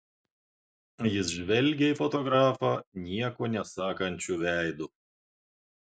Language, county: Lithuanian, Klaipėda